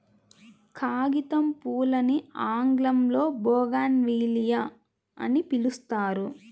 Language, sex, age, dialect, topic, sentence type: Telugu, female, 25-30, Central/Coastal, agriculture, statement